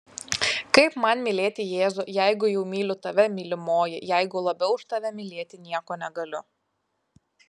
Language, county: Lithuanian, Kaunas